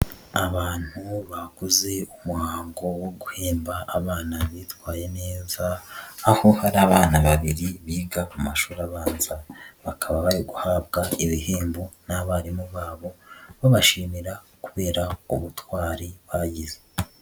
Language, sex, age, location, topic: Kinyarwanda, male, 50+, Nyagatare, education